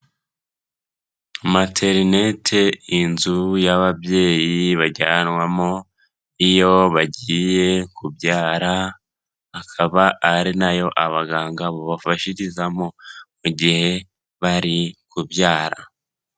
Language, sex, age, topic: Kinyarwanda, male, 18-24, health